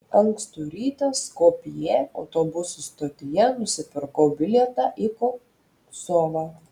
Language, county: Lithuanian, Telšiai